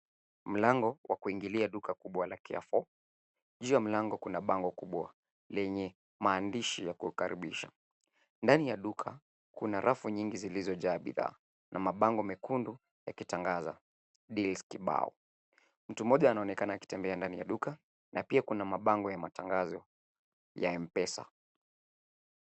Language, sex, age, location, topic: Swahili, male, 18-24, Nairobi, finance